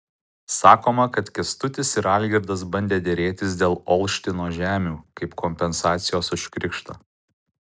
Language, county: Lithuanian, Utena